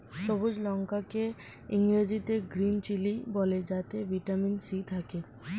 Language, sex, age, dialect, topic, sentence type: Bengali, female, 18-24, Standard Colloquial, agriculture, statement